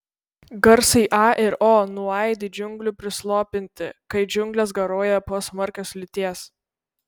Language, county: Lithuanian, Vilnius